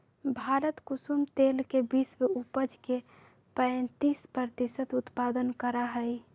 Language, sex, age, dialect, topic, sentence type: Magahi, female, 41-45, Western, agriculture, statement